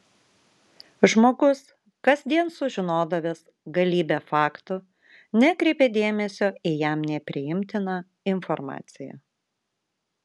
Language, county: Lithuanian, Vilnius